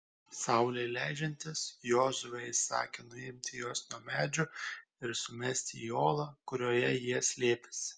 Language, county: Lithuanian, Kaunas